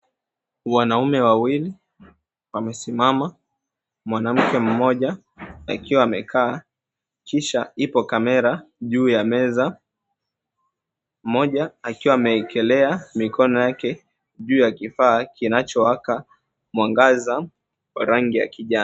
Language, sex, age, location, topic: Swahili, male, 18-24, Mombasa, government